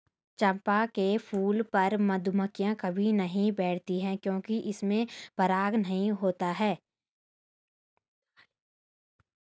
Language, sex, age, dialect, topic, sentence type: Hindi, female, 18-24, Hindustani Malvi Khadi Boli, agriculture, statement